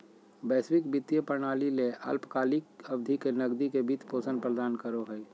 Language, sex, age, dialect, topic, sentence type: Magahi, male, 60-100, Southern, banking, statement